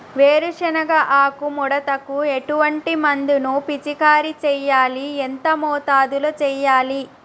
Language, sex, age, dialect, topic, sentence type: Telugu, female, 31-35, Telangana, agriculture, question